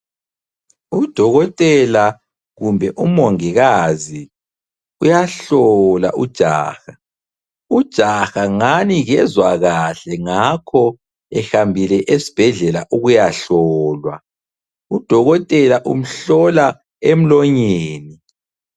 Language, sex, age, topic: North Ndebele, male, 25-35, health